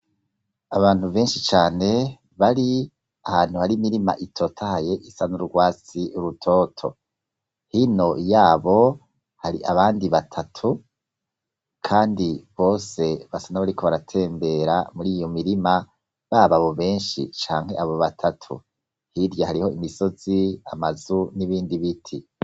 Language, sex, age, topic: Rundi, male, 36-49, education